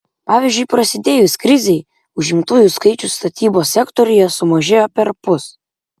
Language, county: Lithuanian, Vilnius